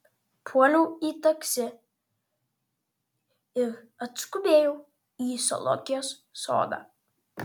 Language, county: Lithuanian, Vilnius